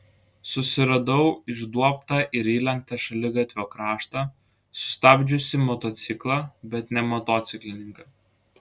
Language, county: Lithuanian, Klaipėda